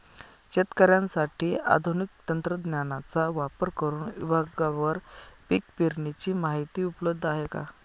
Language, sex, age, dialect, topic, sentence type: Marathi, male, 31-35, Northern Konkan, agriculture, question